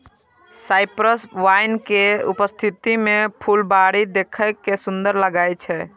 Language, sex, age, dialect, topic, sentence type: Maithili, male, 25-30, Eastern / Thethi, agriculture, statement